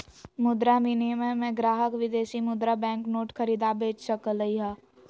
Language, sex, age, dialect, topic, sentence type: Magahi, female, 56-60, Western, banking, statement